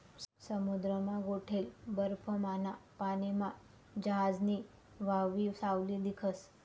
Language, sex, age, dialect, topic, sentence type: Marathi, female, 25-30, Northern Konkan, agriculture, statement